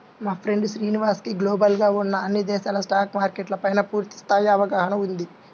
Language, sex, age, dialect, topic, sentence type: Telugu, male, 18-24, Central/Coastal, banking, statement